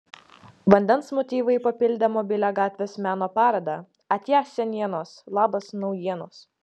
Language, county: Lithuanian, Vilnius